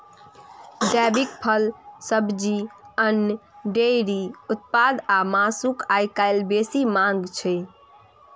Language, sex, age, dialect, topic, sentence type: Maithili, female, 18-24, Eastern / Thethi, agriculture, statement